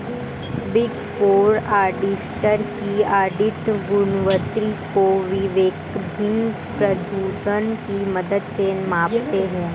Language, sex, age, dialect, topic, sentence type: Hindi, female, 18-24, Hindustani Malvi Khadi Boli, banking, statement